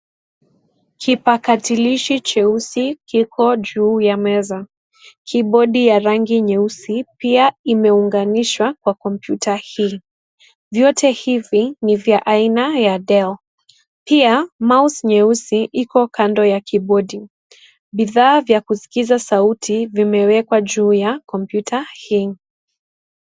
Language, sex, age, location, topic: Swahili, female, 18-24, Kisii, education